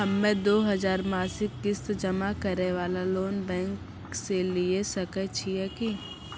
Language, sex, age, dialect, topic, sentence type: Maithili, male, 25-30, Angika, banking, question